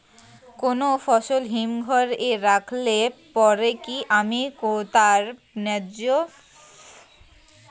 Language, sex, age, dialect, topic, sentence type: Bengali, female, 18-24, Rajbangshi, agriculture, question